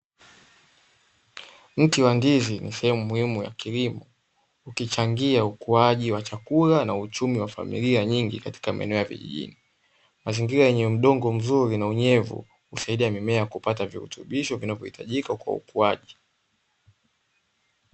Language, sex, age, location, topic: Swahili, male, 18-24, Dar es Salaam, agriculture